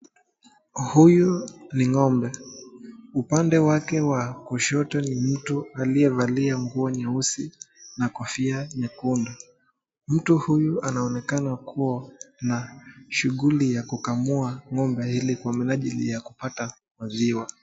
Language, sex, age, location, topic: Swahili, male, 25-35, Nakuru, agriculture